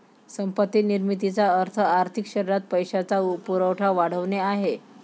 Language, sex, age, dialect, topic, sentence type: Marathi, female, 25-30, Varhadi, banking, statement